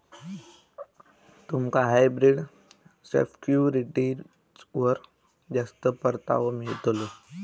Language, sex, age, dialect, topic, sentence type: Marathi, male, 18-24, Southern Konkan, banking, statement